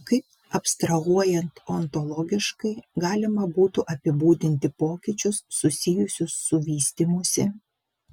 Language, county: Lithuanian, Vilnius